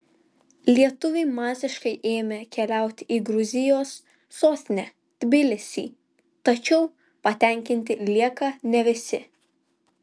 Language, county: Lithuanian, Vilnius